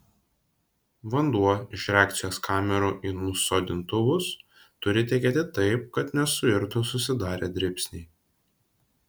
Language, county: Lithuanian, Vilnius